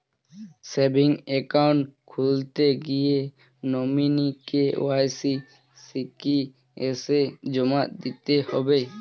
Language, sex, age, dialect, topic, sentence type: Bengali, male, 18-24, Standard Colloquial, banking, question